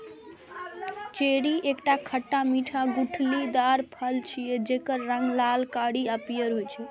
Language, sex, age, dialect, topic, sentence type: Maithili, female, 25-30, Eastern / Thethi, agriculture, statement